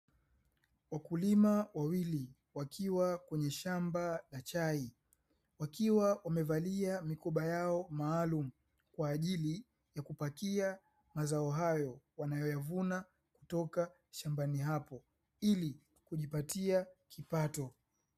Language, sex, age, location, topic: Swahili, male, 25-35, Dar es Salaam, agriculture